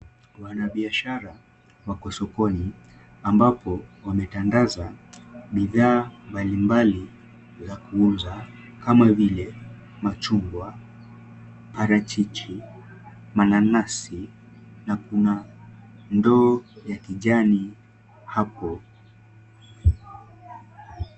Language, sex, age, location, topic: Swahili, male, 18-24, Kisumu, finance